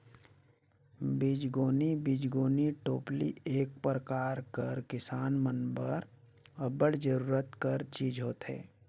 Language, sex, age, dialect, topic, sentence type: Chhattisgarhi, male, 56-60, Northern/Bhandar, agriculture, statement